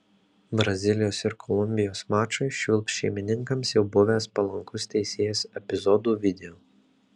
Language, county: Lithuanian, Kaunas